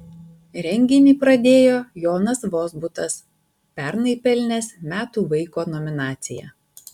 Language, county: Lithuanian, Alytus